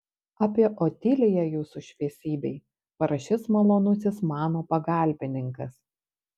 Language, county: Lithuanian, Panevėžys